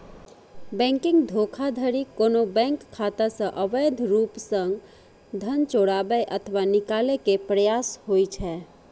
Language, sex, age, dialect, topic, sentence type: Maithili, female, 36-40, Eastern / Thethi, banking, statement